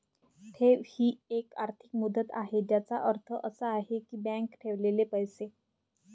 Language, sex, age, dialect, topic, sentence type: Marathi, female, 25-30, Varhadi, banking, statement